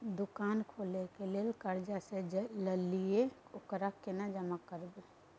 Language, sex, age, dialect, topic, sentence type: Maithili, female, 18-24, Bajjika, banking, question